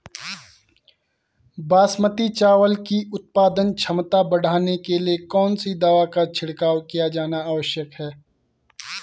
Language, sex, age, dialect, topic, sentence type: Hindi, male, 18-24, Garhwali, agriculture, question